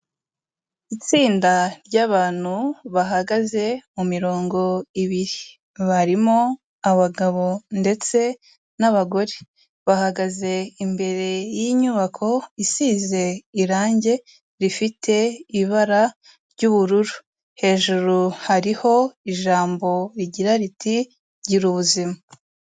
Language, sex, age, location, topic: Kinyarwanda, female, 18-24, Kigali, health